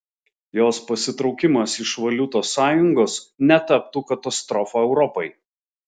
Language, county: Lithuanian, Alytus